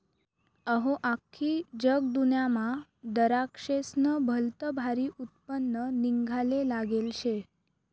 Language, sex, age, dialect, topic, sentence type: Marathi, female, 31-35, Northern Konkan, agriculture, statement